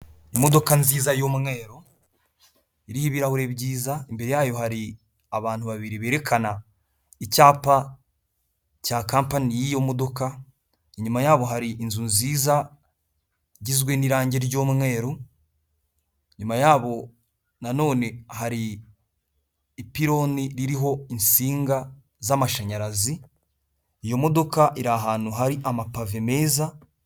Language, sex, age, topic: Kinyarwanda, male, 18-24, finance